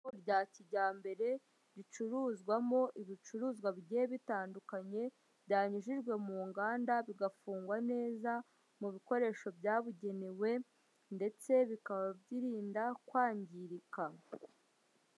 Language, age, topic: Kinyarwanda, 25-35, finance